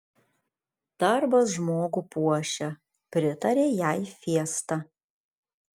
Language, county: Lithuanian, Kaunas